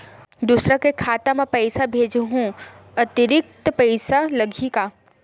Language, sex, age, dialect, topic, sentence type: Chhattisgarhi, female, 18-24, Western/Budati/Khatahi, banking, question